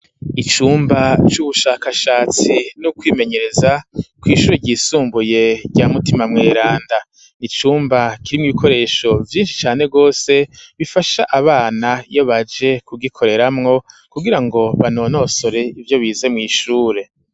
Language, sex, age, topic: Rundi, male, 36-49, education